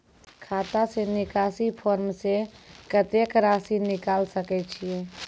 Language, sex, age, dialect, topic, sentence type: Maithili, female, 18-24, Angika, banking, question